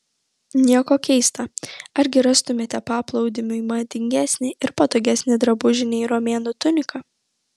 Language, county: Lithuanian, Vilnius